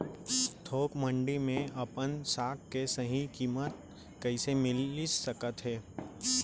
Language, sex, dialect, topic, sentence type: Chhattisgarhi, male, Central, agriculture, question